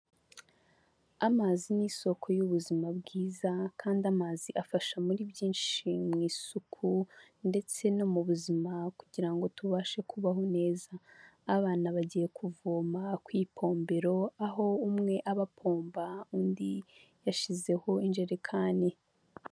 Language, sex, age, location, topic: Kinyarwanda, female, 25-35, Huye, health